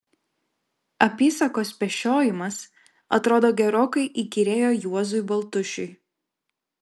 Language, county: Lithuanian, Klaipėda